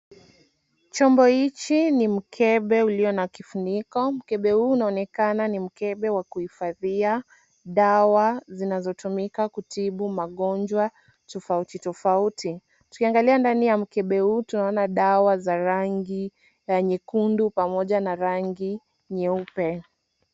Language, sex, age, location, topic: Swahili, female, 18-24, Kisumu, health